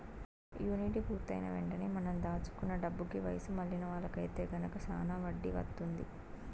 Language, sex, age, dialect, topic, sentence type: Telugu, female, 18-24, Southern, banking, statement